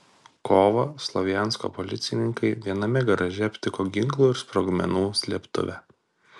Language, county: Lithuanian, Kaunas